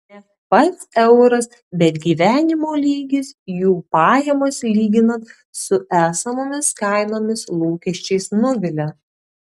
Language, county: Lithuanian, Tauragė